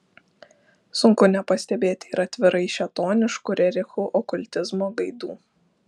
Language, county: Lithuanian, Šiauliai